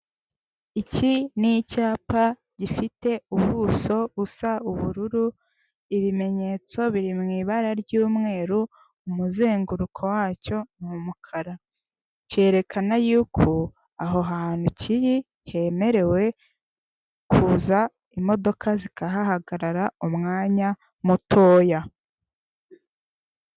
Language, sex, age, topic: Kinyarwanda, female, 18-24, government